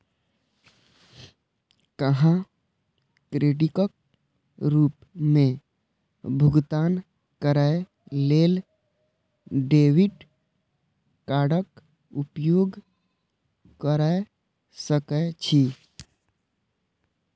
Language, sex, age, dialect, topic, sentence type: Maithili, male, 25-30, Eastern / Thethi, banking, statement